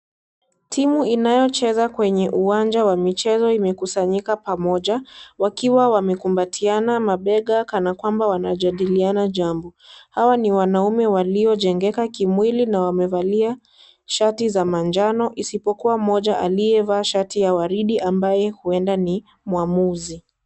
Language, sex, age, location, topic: Swahili, female, 18-24, Kisii, government